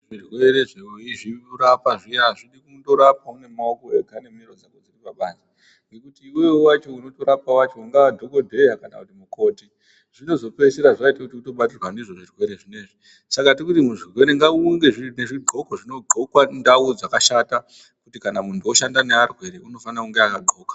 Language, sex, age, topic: Ndau, female, 36-49, health